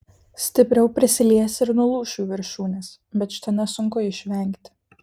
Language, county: Lithuanian, Kaunas